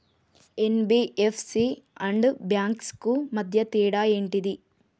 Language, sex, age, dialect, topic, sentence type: Telugu, female, 25-30, Telangana, banking, question